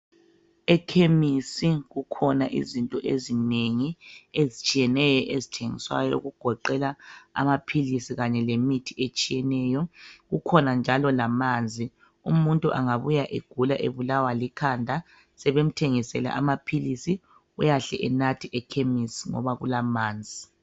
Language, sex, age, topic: North Ndebele, male, 36-49, health